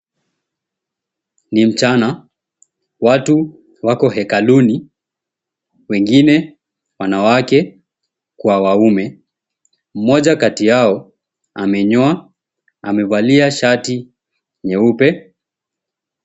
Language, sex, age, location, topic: Swahili, male, 18-24, Mombasa, government